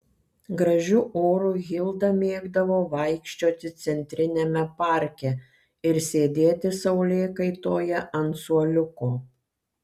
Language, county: Lithuanian, Kaunas